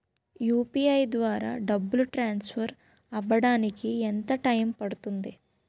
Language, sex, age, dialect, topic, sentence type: Telugu, female, 18-24, Utterandhra, banking, question